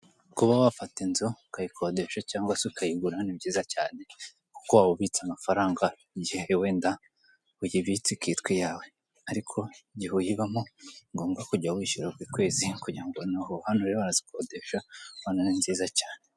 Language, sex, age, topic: Kinyarwanda, male, 18-24, finance